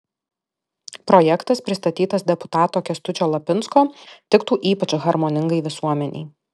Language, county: Lithuanian, Alytus